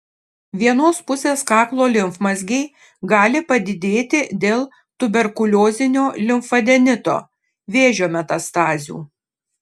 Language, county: Lithuanian, Šiauliai